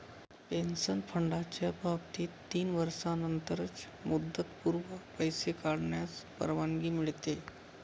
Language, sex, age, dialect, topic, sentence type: Marathi, male, 31-35, Northern Konkan, banking, statement